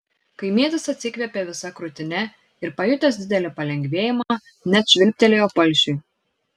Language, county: Lithuanian, Šiauliai